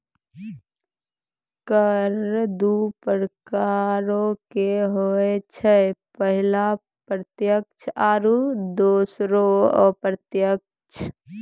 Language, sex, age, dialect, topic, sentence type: Maithili, female, 18-24, Angika, banking, statement